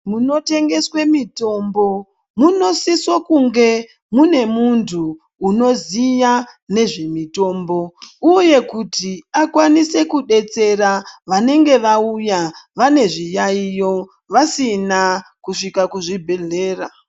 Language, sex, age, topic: Ndau, male, 25-35, health